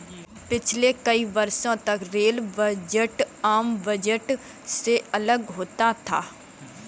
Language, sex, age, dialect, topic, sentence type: Hindi, female, 25-30, Kanauji Braj Bhasha, banking, statement